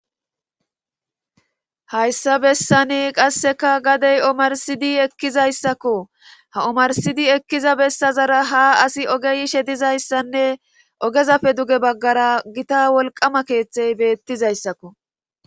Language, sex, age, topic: Gamo, female, 36-49, government